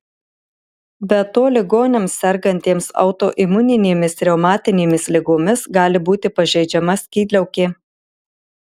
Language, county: Lithuanian, Marijampolė